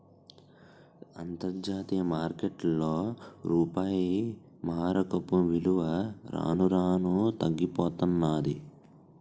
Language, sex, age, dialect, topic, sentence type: Telugu, male, 18-24, Utterandhra, banking, statement